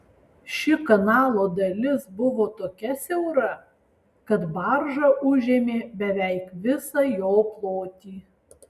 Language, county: Lithuanian, Alytus